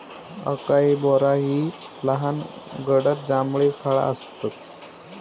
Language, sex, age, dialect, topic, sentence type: Marathi, male, 18-24, Southern Konkan, agriculture, statement